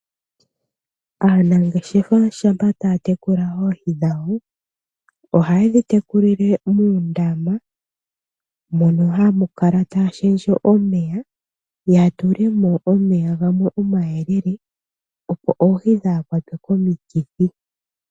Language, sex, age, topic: Oshiwambo, male, 25-35, agriculture